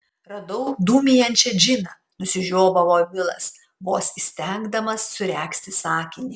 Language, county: Lithuanian, Kaunas